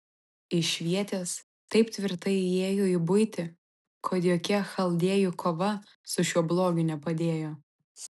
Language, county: Lithuanian, Vilnius